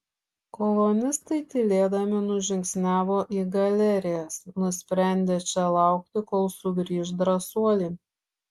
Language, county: Lithuanian, Šiauliai